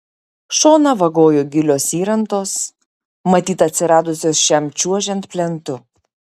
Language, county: Lithuanian, Šiauliai